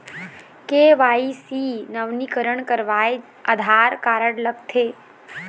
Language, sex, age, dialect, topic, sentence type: Chhattisgarhi, female, 51-55, Eastern, banking, question